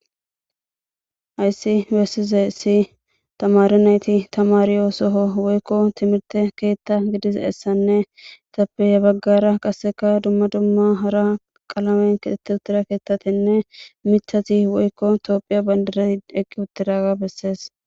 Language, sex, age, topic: Gamo, female, 18-24, government